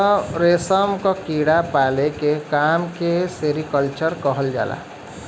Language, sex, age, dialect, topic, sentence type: Bhojpuri, male, 31-35, Western, agriculture, statement